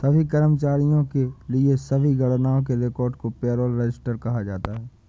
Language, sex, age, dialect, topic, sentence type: Hindi, male, 25-30, Awadhi Bundeli, banking, statement